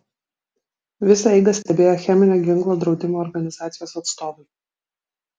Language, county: Lithuanian, Vilnius